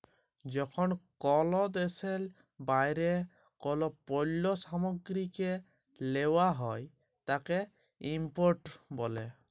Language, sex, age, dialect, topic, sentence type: Bengali, male, 18-24, Jharkhandi, banking, statement